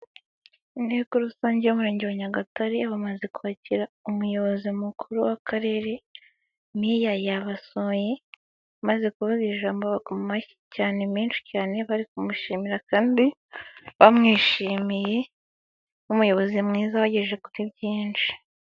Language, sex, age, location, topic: Kinyarwanda, female, 25-35, Nyagatare, government